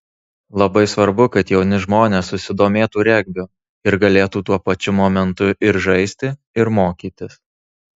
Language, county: Lithuanian, Tauragė